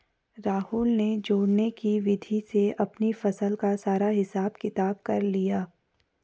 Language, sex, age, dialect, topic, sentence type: Hindi, female, 51-55, Garhwali, agriculture, statement